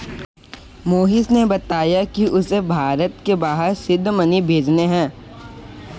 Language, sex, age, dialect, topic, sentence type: Hindi, male, 25-30, Kanauji Braj Bhasha, banking, statement